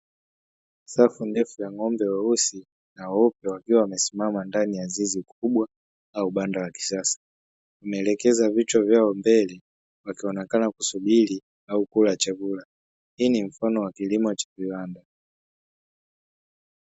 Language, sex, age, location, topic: Swahili, male, 18-24, Dar es Salaam, agriculture